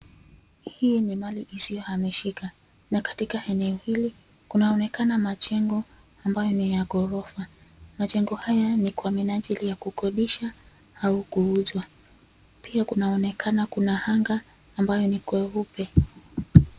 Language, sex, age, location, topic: Swahili, female, 25-35, Nairobi, finance